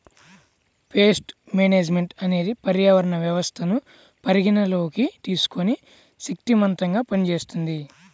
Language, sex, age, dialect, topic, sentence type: Telugu, male, 31-35, Central/Coastal, agriculture, statement